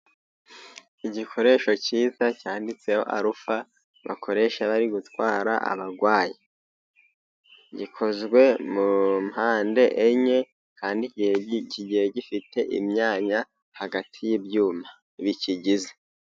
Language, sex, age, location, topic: Kinyarwanda, male, 18-24, Huye, health